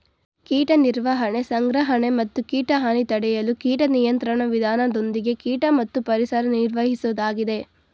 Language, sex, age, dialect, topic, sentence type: Kannada, female, 18-24, Mysore Kannada, agriculture, statement